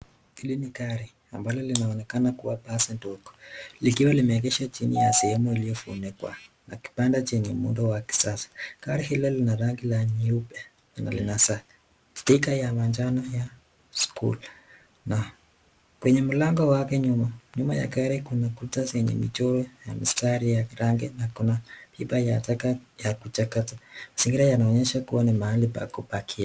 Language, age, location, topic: Swahili, 36-49, Nakuru, finance